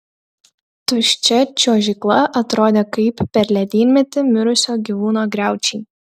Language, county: Lithuanian, Šiauliai